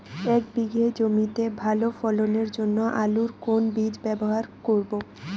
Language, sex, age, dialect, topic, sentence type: Bengali, female, 18-24, Rajbangshi, agriculture, question